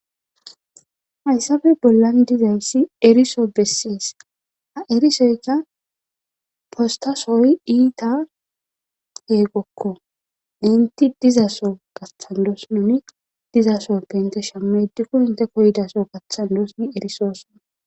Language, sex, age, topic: Gamo, female, 18-24, government